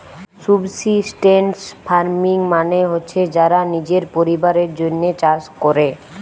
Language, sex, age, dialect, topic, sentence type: Bengali, female, 18-24, Western, agriculture, statement